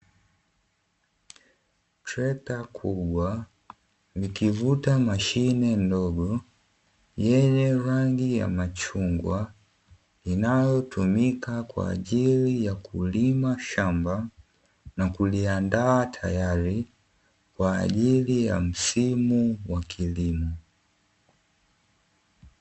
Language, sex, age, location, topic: Swahili, male, 25-35, Dar es Salaam, agriculture